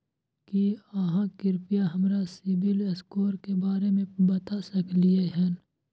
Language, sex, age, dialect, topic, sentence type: Maithili, male, 18-24, Bajjika, banking, statement